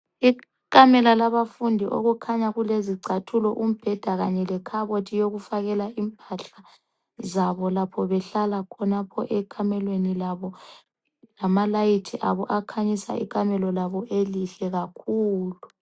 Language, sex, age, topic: North Ndebele, female, 25-35, education